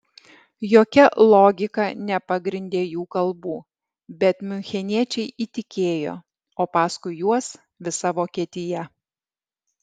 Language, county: Lithuanian, Alytus